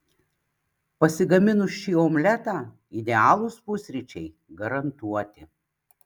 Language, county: Lithuanian, Panevėžys